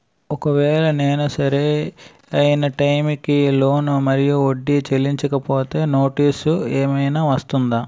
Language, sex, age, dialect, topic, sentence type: Telugu, male, 18-24, Utterandhra, banking, question